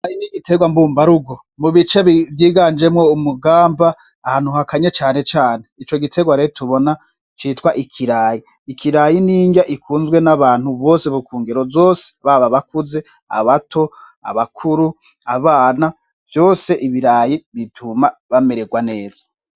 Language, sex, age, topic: Rundi, male, 25-35, agriculture